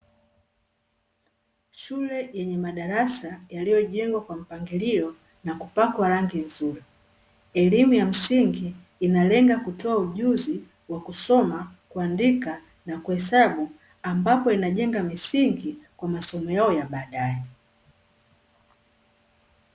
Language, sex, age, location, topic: Swahili, female, 36-49, Dar es Salaam, education